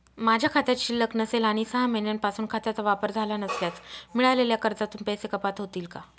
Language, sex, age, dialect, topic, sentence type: Marathi, female, 25-30, Northern Konkan, banking, question